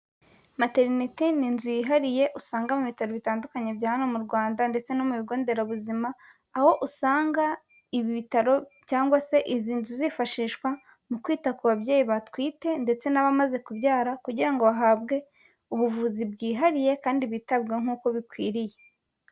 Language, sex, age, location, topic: Kinyarwanda, female, 18-24, Kigali, health